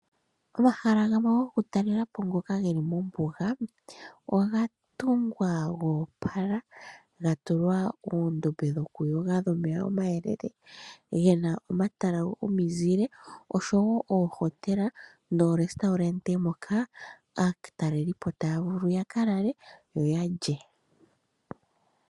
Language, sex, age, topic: Oshiwambo, female, 25-35, agriculture